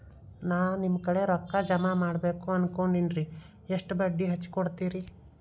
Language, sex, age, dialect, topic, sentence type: Kannada, male, 31-35, Dharwad Kannada, banking, question